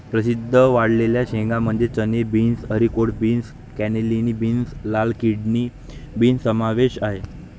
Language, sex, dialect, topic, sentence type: Marathi, male, Varhadi, agriculture, statement